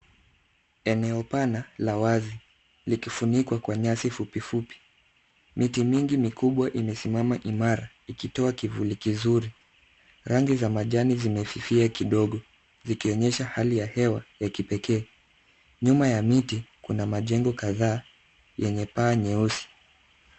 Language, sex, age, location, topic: Swahili, male, 50+, Nairobi, government